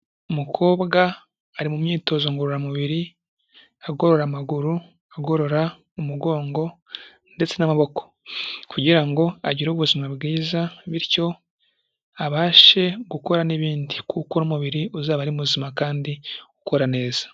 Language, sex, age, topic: Kinyarwanda, male, 18-24, health